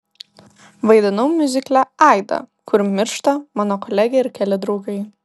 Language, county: Lithuanian, Vilnius